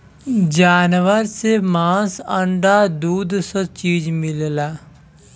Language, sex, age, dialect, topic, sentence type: Bhojpuri, male, 31-35, Western, agriculture, statement